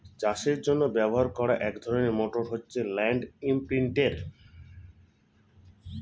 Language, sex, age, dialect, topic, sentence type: Bengali, male, 41-45, Standard Colloquial, agriculture, statement